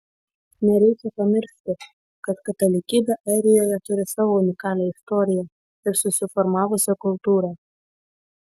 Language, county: Lithuanian, Kaunas